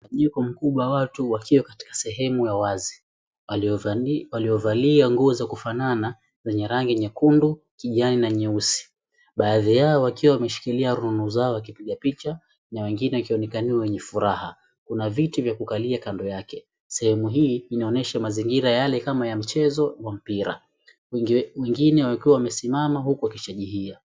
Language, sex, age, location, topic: Swahili, male, 18-24, Mombasa, government